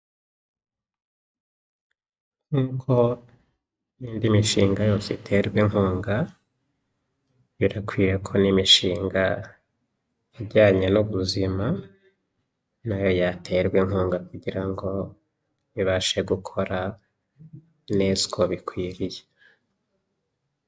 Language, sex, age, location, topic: Kinyarwanda, male, 25-35, Huye, health